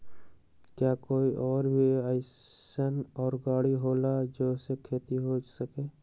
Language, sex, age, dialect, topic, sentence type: Magahi, male, 18-24, Western, agriculture, question